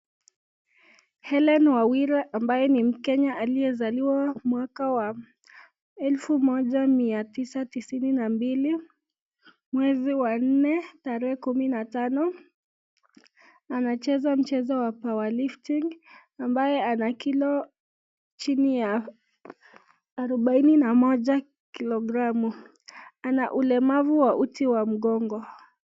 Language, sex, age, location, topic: Swahili, female, 18-24, Nakuru, education